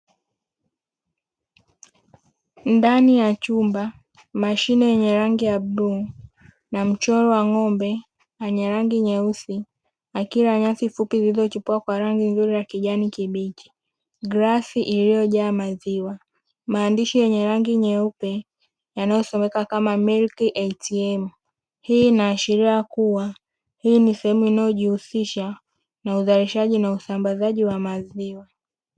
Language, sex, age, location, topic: Swahili, female, 18-24, Dar es Salaam, finance